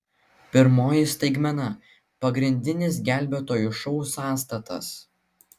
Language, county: Lithuanian, Klaipėda